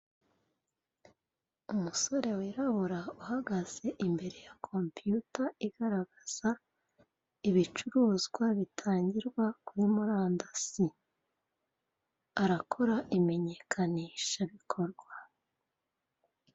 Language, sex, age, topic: Kinyarwanda, female, 36-49, finance